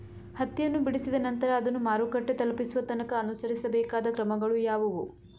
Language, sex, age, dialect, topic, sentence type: Kannada, female, 25-30, Mysore Kannada, agriculture, question